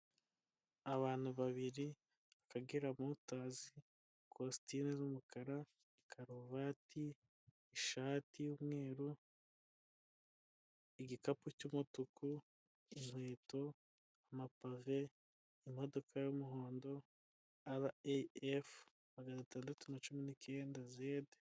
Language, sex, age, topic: Kinyarwanda, male, 18-24, finance